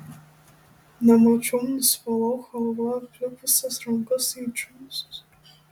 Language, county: Lithuanian, Marijampolė